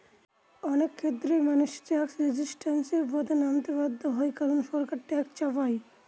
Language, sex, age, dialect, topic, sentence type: Bengali, male, 46-50, Northern/Varendri, banking, statement